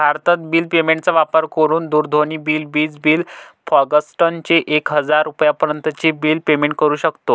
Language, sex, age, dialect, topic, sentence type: Marathi, male, 51-55, Northern Konkan, banking, statement